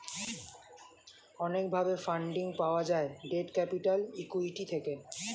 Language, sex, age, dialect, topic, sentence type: Bengali, male, 18-24, Standard Colloquial, banking, statement